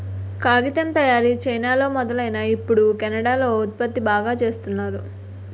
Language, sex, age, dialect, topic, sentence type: Telugu, female, 60-100, Utterandhra, agriculture, statement